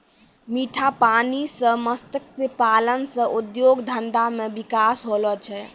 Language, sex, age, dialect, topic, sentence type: Maithili, female, 18-24, Angika, agriculture, statement